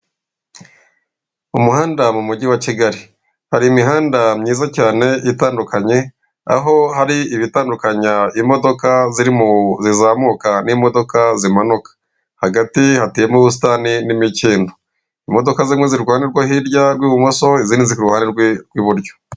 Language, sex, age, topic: Kinyarwanda, male, 36-49, government